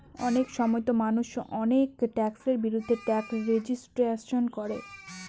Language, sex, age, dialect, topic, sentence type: Bengali, female, 18-24, Northern/Varendri, banking, statement